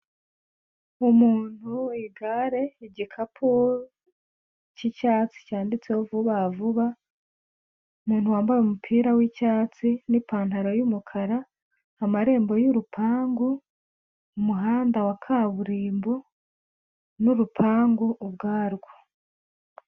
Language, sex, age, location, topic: Kinyarwanda, female, 25-35, Kigali, finance